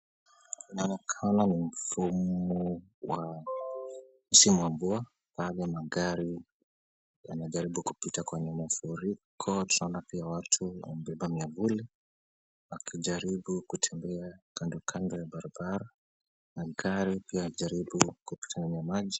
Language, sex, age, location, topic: Swahili, male, 25-35, Kisumu, health